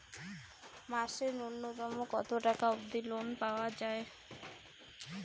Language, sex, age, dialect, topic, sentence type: Bengali, female, 18-24, Rajbangshi, banking, question